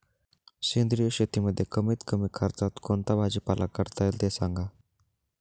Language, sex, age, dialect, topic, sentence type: Marathi, male, 18-24, Northern Konkan, agriculture, question